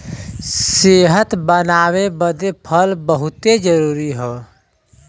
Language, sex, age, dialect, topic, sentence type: Bhojpuri, male, 31-35, Western, agriculture, statement